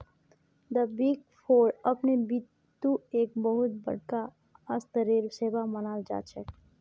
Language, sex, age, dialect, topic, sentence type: Magahi, male, 41-45, Northeastern/Surjapuri, banking, statement